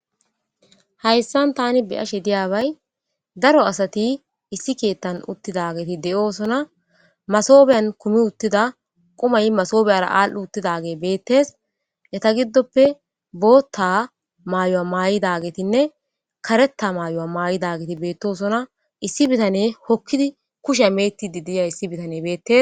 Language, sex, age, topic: Gamo, female, 18-24, government